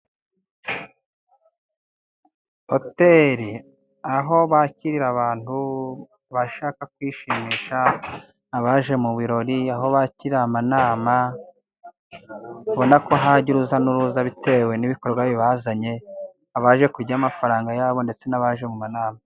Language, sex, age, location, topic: Kinyarwanda, male, 18-24, Musanze, finance